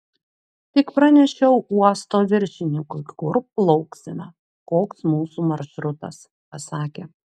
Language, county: Lithuanian, Klaipėda